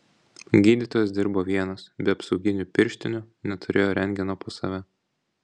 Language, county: Lithuanian, Kaunas